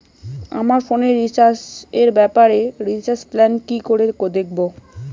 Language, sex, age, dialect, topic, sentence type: Bengali, female, 18-24, Rajbangshi, banking, question